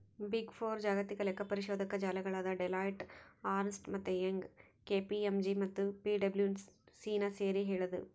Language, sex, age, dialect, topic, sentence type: Kannada, female, 18-24, Central, banking, statement